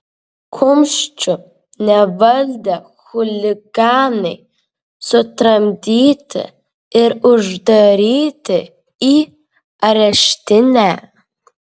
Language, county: Lithuanian, Vilnius